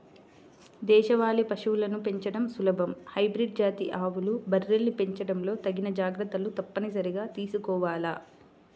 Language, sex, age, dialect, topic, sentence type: Telugu, female, 25-30, Central/Coastal, agriculture, statement